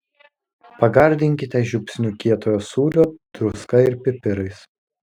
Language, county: Lithuanian, Kaunas